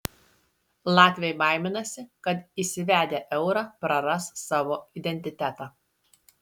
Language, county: Lithuanian, Šiauliai